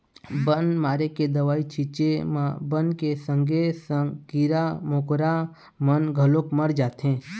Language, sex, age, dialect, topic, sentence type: Chhattisgarhi, male, 60-100, Eastern, agriculture, statement